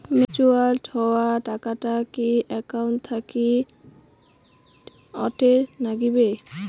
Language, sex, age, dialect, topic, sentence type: Bengali, female, 18-24, Rajbangshi, banking, question